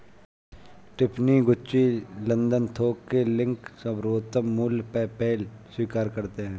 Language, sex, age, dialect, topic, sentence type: Hindi, male, 25-30, Awadhi Bundeli, banking, statement